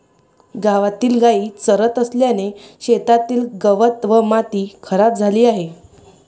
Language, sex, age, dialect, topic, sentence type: Marathi, female, 18-24, Varhadi, agriculture, statement